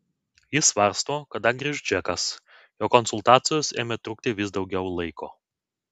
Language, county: Lithuanian, Vilnius